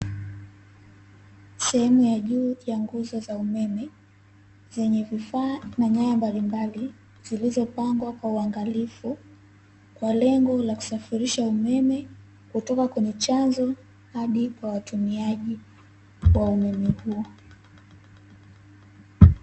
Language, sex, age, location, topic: Swahili, female, 18-24, Dar es Salaam, government